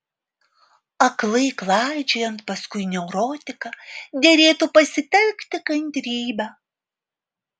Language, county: Lithuanian, Alytus